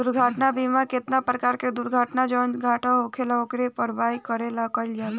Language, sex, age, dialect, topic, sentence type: Bhojpuri, female, 18-24, Southern / Standard, banking, statement